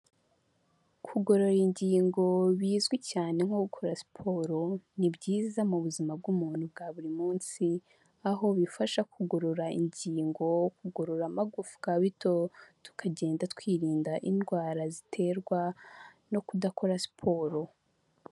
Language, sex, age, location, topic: Kinyarwanda, female, 25-35, Huye, health